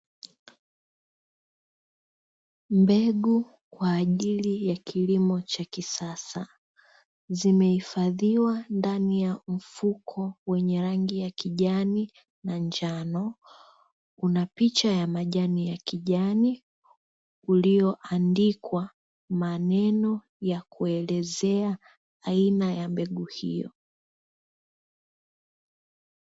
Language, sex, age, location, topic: Swahili, female, 18-24, Dar es Salaam, agriculture